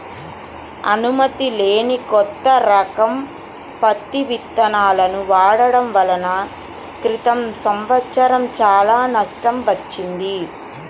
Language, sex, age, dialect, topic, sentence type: Telugu, female, 36-40, Central/Coastal, agriculture, statement